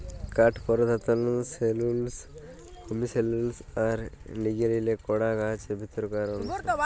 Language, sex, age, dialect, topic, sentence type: Bengali, male, 18-24, Jharkhandi, agriculture, statement